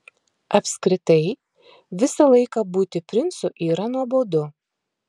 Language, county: Lithuanian, Marijampolė